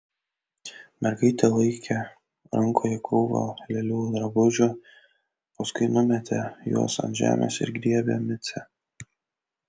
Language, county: Lithuanian, Kaunas